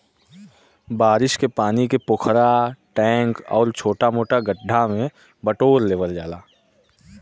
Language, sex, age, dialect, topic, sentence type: Bhojpuri, male, 18-24, Western, agriculture, statement